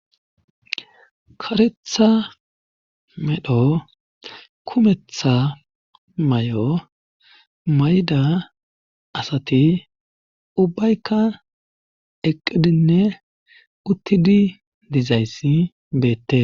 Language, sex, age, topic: Gamo, male, 25-35, government